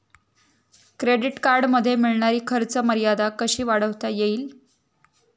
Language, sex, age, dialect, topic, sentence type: Marathi, female, 31-35, Standard Marathi, banking, question